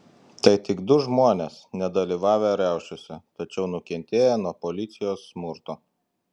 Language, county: Lithuanian, Klaipėda